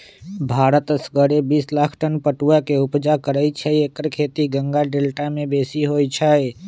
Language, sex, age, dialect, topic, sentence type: Magahi, male, 25-30, Western, agriculture, statement